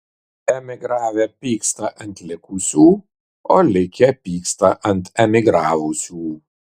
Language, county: Lithuanian, Kaunas